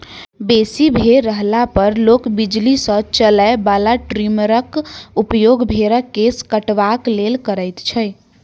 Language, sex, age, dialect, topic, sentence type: Maithili, female, 60-100, Southern/Standard, agriculture, statement